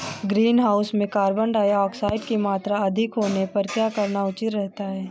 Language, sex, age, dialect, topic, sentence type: Hindi, female, 18-24, Awadhi Bundeli, agriculture, statement